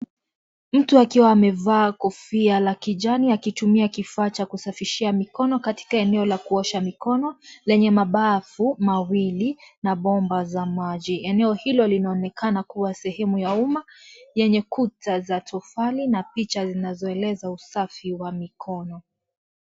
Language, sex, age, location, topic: Swahili, female, 18-24, Kisii, health